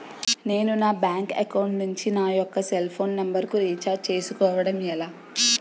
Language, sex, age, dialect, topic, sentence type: Telugu, female, 18-24, Utterandhra, banking, question